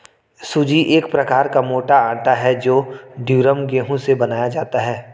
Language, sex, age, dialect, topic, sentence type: Hindi, male, 46-50, Hindustani Malvi Khadi Boli, agriculture, statement